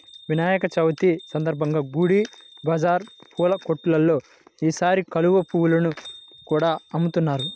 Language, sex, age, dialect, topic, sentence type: Telugu, male, 25-30, Central/Coastal, agriculture, statement